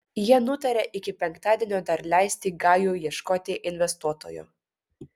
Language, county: Lithuanian, Vilnius